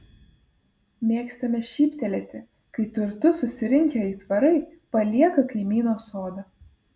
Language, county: Lithuanian, Vilnius